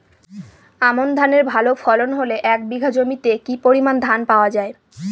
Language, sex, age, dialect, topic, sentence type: Bengali, female, 18-24, Northern/Varendri, agriculture, question